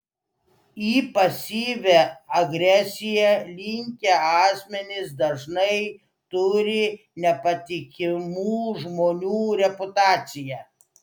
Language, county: Lithuanian, Klaipėda